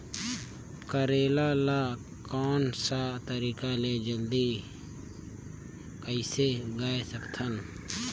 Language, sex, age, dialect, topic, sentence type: Chhattisgarhi, male, 18-24, Northern/Bhandar, agriculture, question